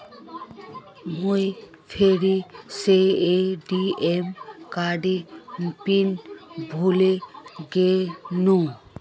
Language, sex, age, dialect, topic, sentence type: Magahi, female, 25-30, Northeastern/Surjapuri, banking, statement